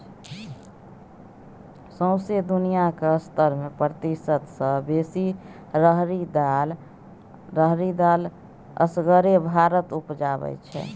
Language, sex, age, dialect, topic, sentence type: Maithili, female, 31-35, Bajjika, agriculture, statement